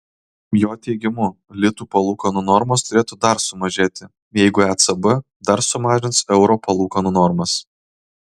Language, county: Lithuanian, Kaunas